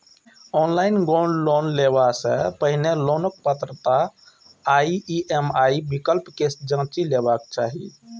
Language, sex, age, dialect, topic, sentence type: Maithili, male, 25-30, Eastern / Thethi, banking, statement